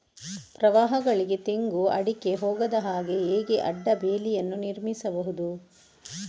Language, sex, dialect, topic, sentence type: Kannada, female, Coastal/Dakshin, agriculture, question